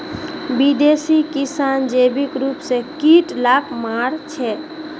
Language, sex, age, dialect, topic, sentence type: Magahi, female, 41-45, Northeastern/Surjapuri, agriculture, statement